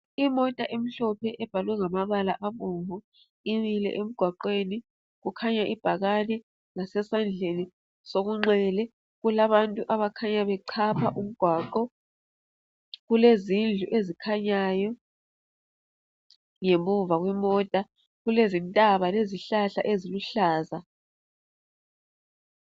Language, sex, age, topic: North Ndebele, female, 25-35, health